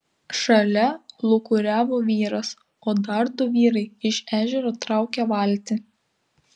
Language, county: Lithuanian, Klaipėda